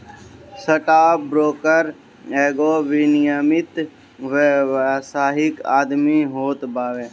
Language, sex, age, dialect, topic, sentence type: Bhojpuri, male, 18-24, Northern, banking, statement